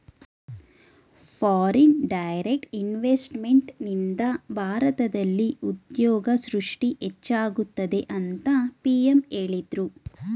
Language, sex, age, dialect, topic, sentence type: Kannada, female, 25-30, Mysore Kannada, banking, statement